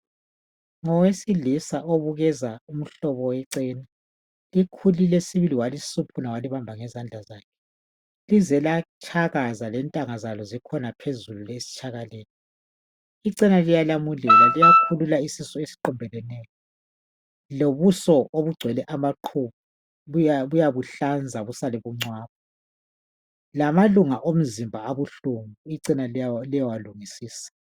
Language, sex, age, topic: North Ndebele, female, 50+, health